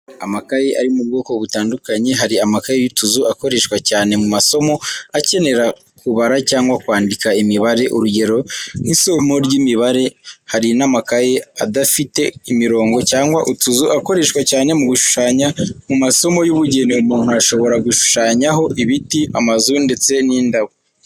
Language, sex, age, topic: Kinyarwanda, male, 18-24, education